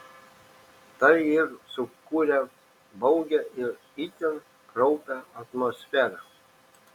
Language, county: Lithuanian, Šiauliai